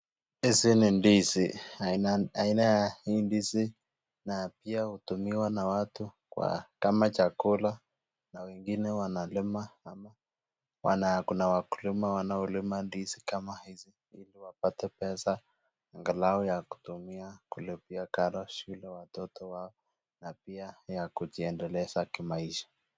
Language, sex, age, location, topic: Swahili, male, 25-35, Nakuru, agriculture